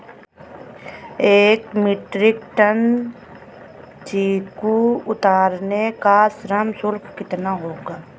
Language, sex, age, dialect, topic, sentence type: Hindi, female, 25-30, Awadhi Bundeli, agriculture, question